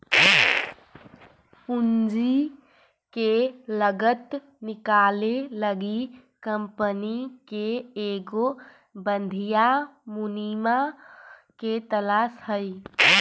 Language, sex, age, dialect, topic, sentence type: Magahi, female, 25-30, Central/Standard, banking, statement